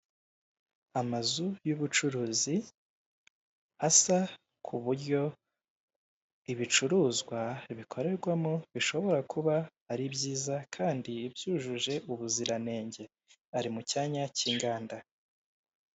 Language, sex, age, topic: Kinyarwanda, male, 18-24, government